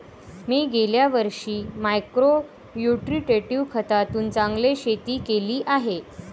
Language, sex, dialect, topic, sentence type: Marathi, female, Varhadi, agriculture, statement